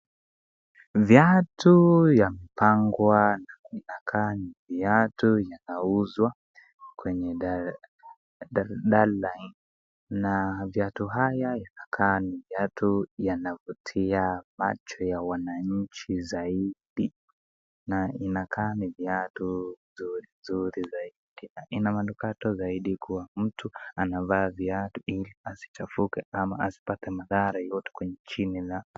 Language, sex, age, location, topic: Swahili, female, 36-49, Nakuru, finance